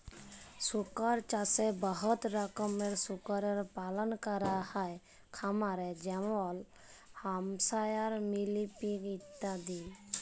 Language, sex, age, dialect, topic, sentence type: Bengali, female, 18-24, Jharkhandi, agriculture, statement